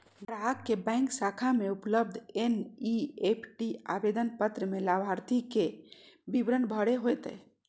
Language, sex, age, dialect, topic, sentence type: Magahi, female, 41-45, Southern, banking, statement